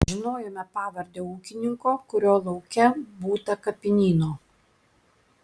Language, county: Lithuanian, Klaipėda